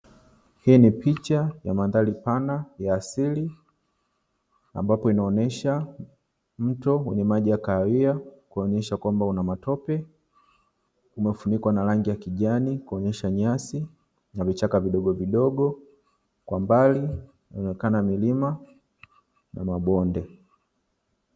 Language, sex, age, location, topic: Swahili, male, 25-35, Dar es Salaam, agriculture